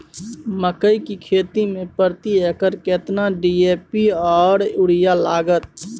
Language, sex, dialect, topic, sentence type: Maithili, male, Bajjika, agriculture, question